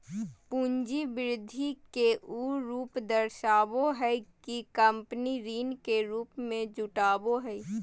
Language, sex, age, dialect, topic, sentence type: Magahi, female, 18-24, Southern, banking, statement